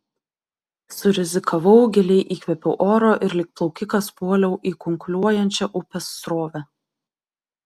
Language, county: Lithuanian, Vilnius